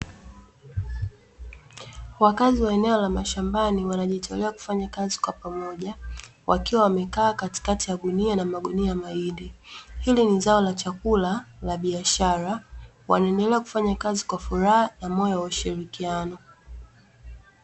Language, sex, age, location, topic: Swahili, female, 25-35, Dar es Salaam, agriculture